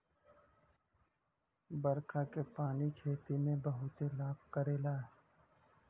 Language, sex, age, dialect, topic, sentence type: Bhojpuri, male, 31-35, Western, agriculture, statement